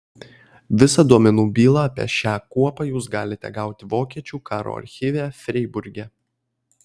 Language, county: Lithuanian, Kaunas